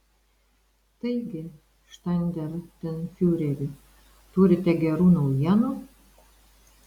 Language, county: Lithuanian, Vilnius